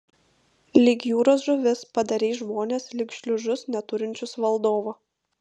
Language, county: Lithuanian, Vilnius